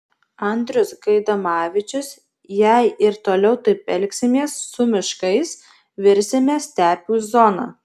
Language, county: Lithuanian, Alytus